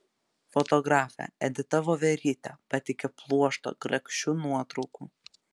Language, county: Lithuanian, Telšiai